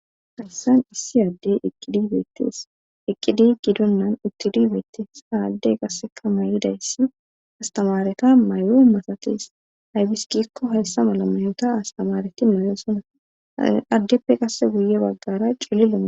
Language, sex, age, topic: Gamo, female, 18-24, government